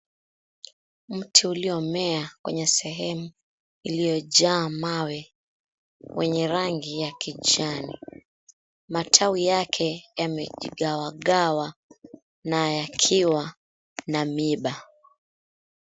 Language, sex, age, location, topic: Swahili, female, 25-35, Mombasa, agriculture